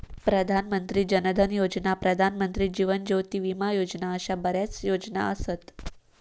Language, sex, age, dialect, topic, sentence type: Marathi, female, 18-24, Southern Konkan, banking, statement